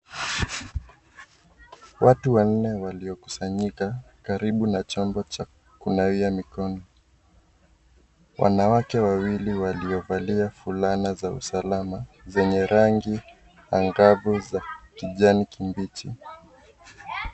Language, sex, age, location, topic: Swahili, male, 18-24, Kisii, health